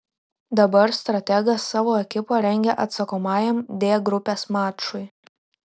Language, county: Lithuanian, Klaipėda